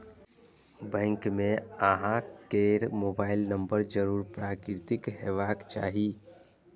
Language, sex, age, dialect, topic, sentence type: Maithili, male, 25-30, Eastern / Thethi, banking, statement